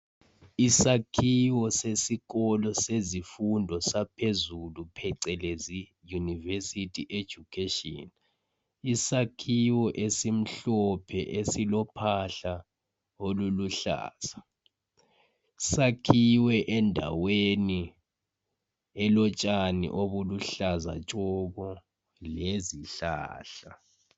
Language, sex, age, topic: North Ndebele, male, 25-35, education